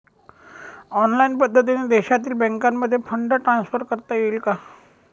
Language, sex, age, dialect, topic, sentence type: Marathi, male, 18-24, Northern Konkan, banking, question